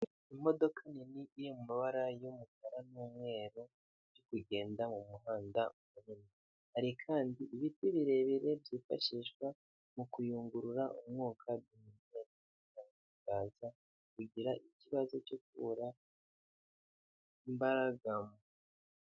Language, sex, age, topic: Kinyarwanda, male, 25-35, government